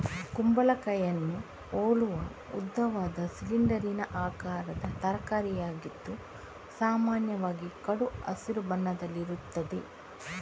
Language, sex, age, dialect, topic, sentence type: Kannada, female, 18-24, Coastal/Dakshin, agriculture, statement